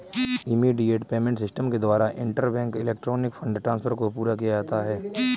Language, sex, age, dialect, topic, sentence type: Hindi, male, 25-30, Kanauji Braj Bhasha, banking, statement